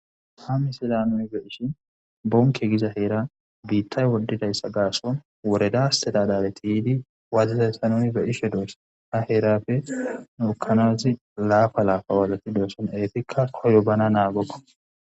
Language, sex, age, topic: Gamo, female, 25-35, government